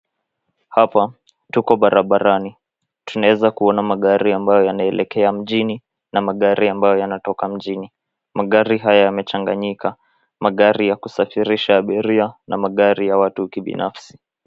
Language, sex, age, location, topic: Swahili, male, 18-24, Nairobi, government